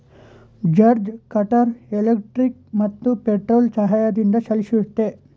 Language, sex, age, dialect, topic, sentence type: Kannada, male, 18-24, Mysore Kannada, agriculture, statement